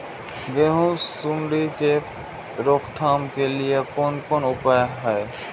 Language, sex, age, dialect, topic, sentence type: Maithili, male, 18-24, Eastern / Thethi, agriculture, question